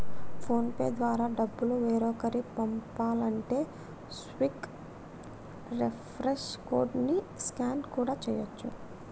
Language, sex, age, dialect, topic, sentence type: Telugu, female, 60-100, Telangana, banking, statement